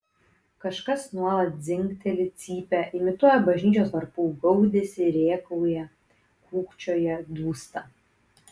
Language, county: Lithuanian, Kaunas